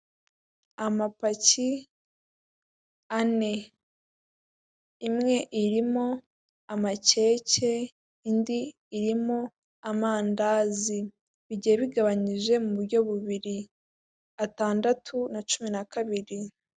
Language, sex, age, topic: Kinyarwanda, female, 18-24, finance